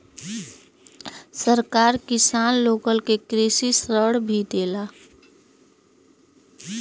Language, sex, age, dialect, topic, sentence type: Bhojpuri, female, 25-30, Western, agriculture, statement